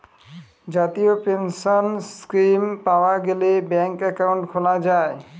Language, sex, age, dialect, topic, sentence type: Bengali, male, 25-30, Northern/Varendri, banking, statement